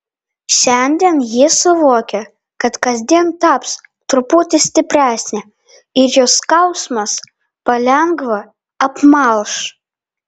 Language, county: Lithuanian, Vilnius